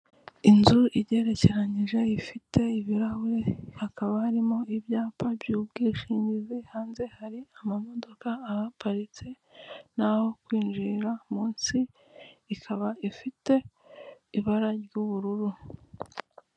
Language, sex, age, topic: Kinyarwanda, female, 25-35, finance